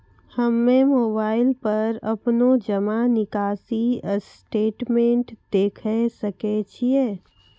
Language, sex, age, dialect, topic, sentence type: Maithili, female, 41-45, Angika, banking, question